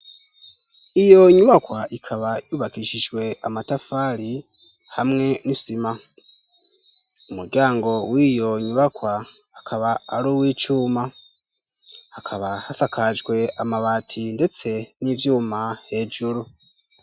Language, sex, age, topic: Rundi, male, 18-24, education